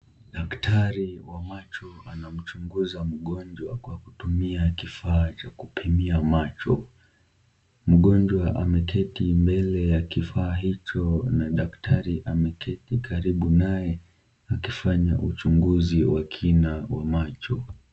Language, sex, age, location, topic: Swahili, male, 18-24, Kisumu, health